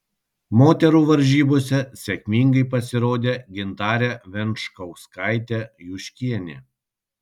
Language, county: Lithuanian, Kaunas